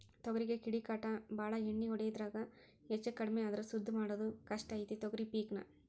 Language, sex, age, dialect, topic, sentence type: Kannada, female, 41-45, Dharwad Kannada, agriculture, statement